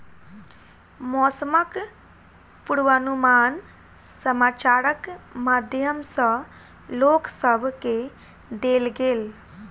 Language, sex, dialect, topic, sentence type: Maithili, female, Southern/Standard, agriculture, statement